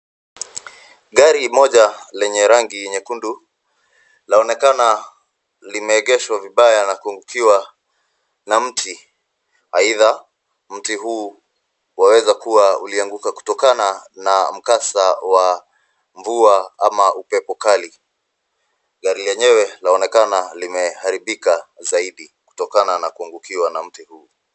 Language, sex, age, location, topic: Swahili, male, 25-35, Nairobi, health